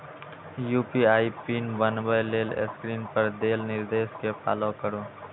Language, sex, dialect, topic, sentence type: Maithili, male, Eastern / Thethi, banking, statement